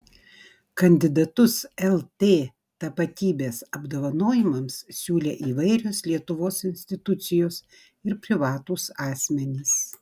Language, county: Lithuanian, Vilnius